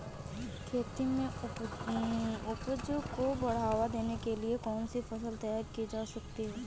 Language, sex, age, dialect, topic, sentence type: Hindi, female, 25-30, Awadhi Bundeli, agriculture, question